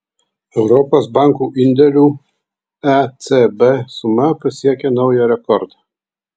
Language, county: Lithuanian, Vilnius